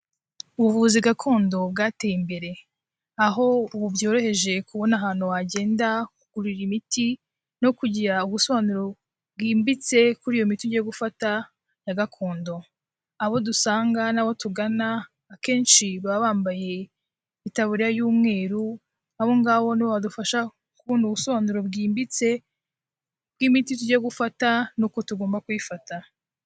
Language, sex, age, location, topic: Kinyarwanda, female, 18-24, Kigali, health